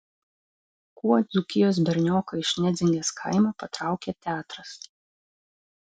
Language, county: Lithuanian, Vilnius